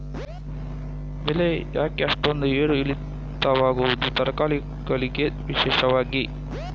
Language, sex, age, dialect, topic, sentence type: Kannada, male, 41-45, Coastal/Dakshin, agriculture, question